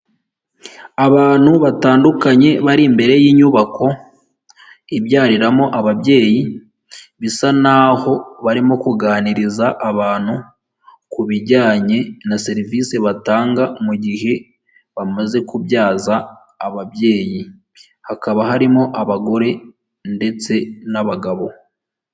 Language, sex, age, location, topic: Kinyarwanda, female, 18-24, Huye, health